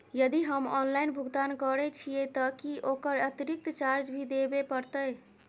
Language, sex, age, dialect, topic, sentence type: Maithili, female, 18-24, Bajjika, banking, question